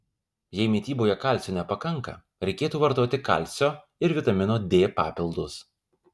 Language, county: Lithuanian, Kaunas